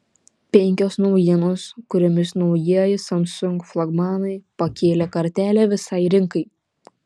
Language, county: Lithuanian, Panevėžys